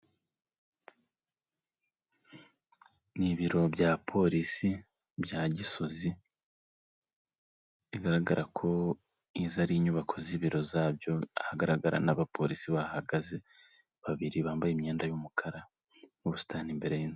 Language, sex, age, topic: Kinyarwanda, male, 18-24, government